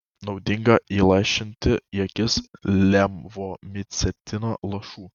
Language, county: Lithuanian, Kaunas